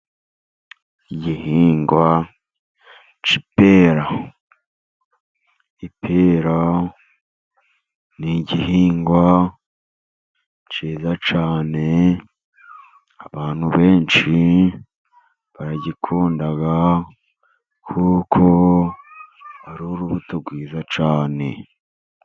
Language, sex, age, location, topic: Kinyarwanda, male, 50+, Musanze, agriculture